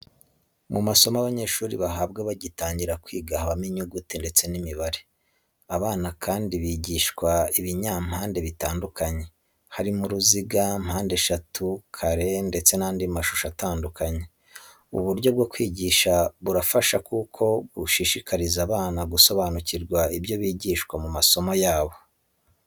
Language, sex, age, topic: Kinyarwanda, male, 25-35, education